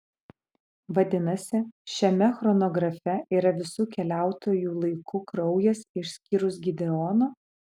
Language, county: Lithuanian, Utena